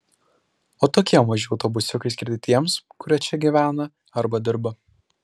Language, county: Lithuanian, Šiauliai